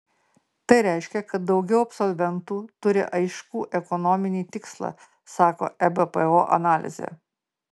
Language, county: Lithuanian, Marijampolė